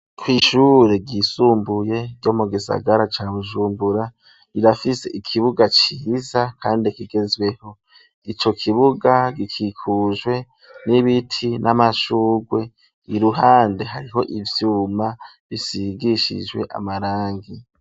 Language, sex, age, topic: Rundi, male, 25-35, education